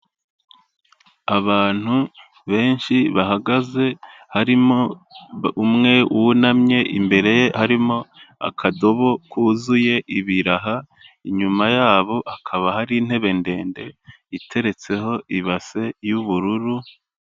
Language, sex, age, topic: Kinyarwanda, male, 18-24, finance